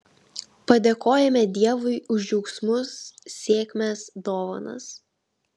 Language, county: Lithuanian, Vilnius